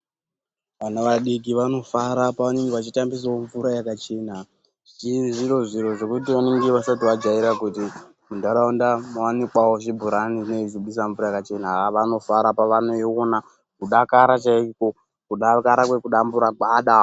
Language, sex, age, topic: Ndau, male, 18-24, health